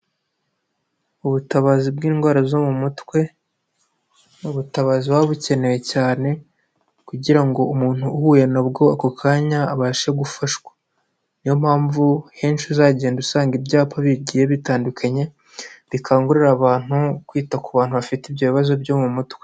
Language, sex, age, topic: Kinyarwanda, male, 25-35, health